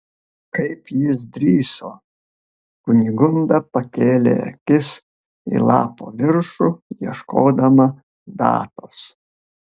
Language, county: Lithuanian, Panevėžys